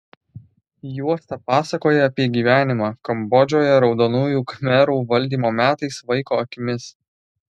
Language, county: Lithuanian, Alytus